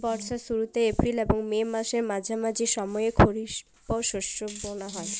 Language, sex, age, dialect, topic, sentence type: Bengali, female, <18, Jharkhandi, agriculture, statement